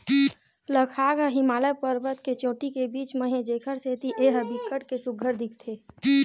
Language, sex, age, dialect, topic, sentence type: Chhattisgarhi, female, 18-24, Western/Budati/Khatahi, agriculture, statement